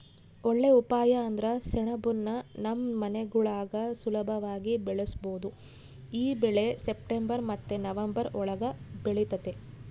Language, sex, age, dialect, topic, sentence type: Kannada, female, 31-35, Central, agriculture, statement